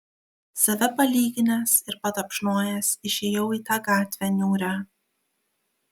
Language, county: Lithuanian, Kaunas